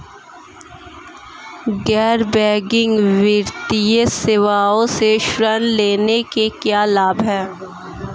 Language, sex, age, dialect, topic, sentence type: Hindi, female, 18-24, Marwari Dhudhari, banking, question